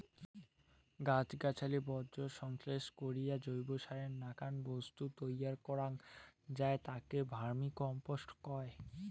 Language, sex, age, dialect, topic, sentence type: Bengali, male, 18-24, Rajbangshi, agriculture, statement